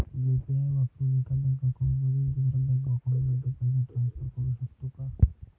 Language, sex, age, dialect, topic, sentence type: Marathi, male, 25-30, Standard Marathi, banking, question